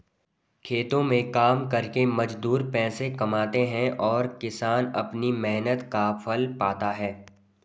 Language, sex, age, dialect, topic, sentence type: Hindi, male, 18-24, Garhwali, agriculture, statement